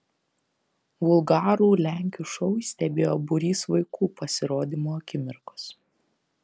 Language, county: Lithuanian, Kaunas